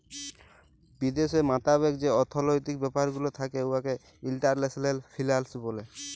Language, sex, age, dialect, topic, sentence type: Bengali, male, 18-24, Jharkhandi, banking, statement